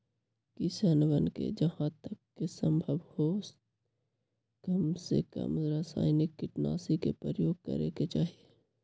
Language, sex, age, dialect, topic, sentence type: Magahi, male, 51-55, Western, agriculture, statement